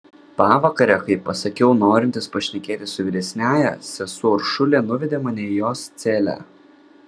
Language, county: Lithuanian, Vilnius